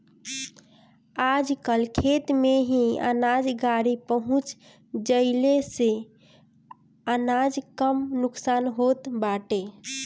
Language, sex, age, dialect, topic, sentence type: Bhojpuri, female, 36-40, Northern, agriculture, statement